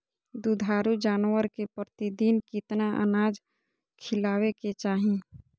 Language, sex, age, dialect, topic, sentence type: Magahi, female, 36-40, Southern, agriculture, question